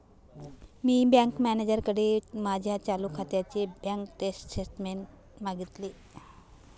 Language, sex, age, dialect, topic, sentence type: Marathi, female, 31-35, Standard Marathi, banking, statement